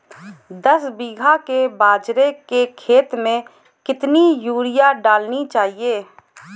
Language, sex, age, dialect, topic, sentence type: Hindi, female, 18-24, Kanauji Braj Bhasha, agriculture, question